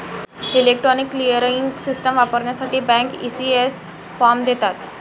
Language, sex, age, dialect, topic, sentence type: Marathi, female, <18, Varhadi, banking, statement